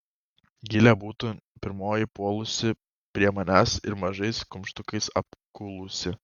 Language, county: Lithuanian, Kaunas